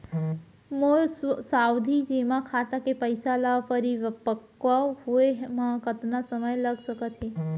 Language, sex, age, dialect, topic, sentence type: Chhattisgarhi, female, 60-100, Central, banking, question